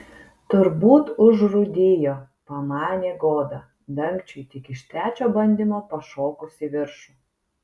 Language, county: Lithuanian, Kaunas